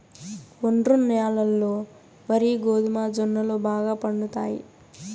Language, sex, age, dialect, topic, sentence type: Telugu, female, 18-24, Southern, agriculture, statement